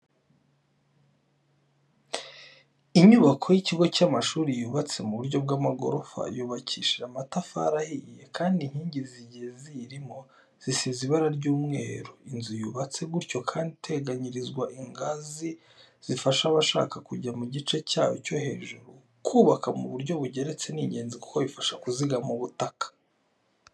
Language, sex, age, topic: Kinyarwanda, male, 25-35, education